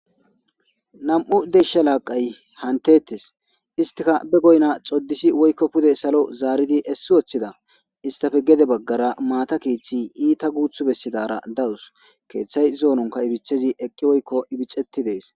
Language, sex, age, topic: Gamo, male, 25-35, government